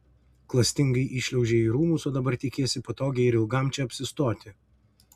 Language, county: Lithuanian, Vilnius